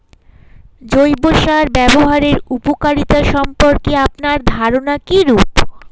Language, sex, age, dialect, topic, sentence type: Bengali, female, 25-30, Standard Colloquial, agriculture, question